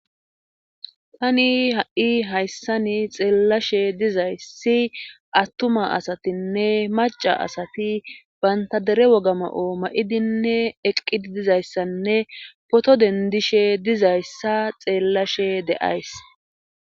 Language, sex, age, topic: Gamo, female, 25-35, government